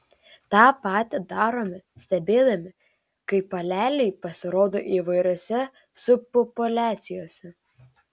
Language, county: Lithuanian, Šiauliai